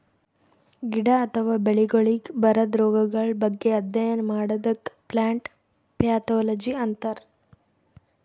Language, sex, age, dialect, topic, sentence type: Kannada, female, 18-24, Northeastern, agriculture, statement